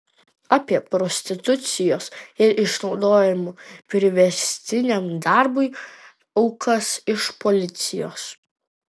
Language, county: Lithuanian, Vilnius